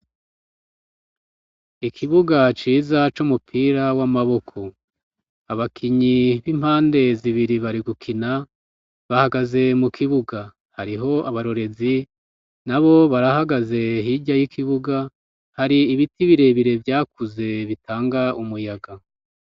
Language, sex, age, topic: Rundi, female, 36-49, education